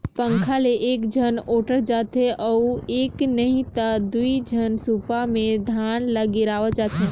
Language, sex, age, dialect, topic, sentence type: Chhattisgarhi, female, 18-24, Northern/Bhandar, agriculture, statement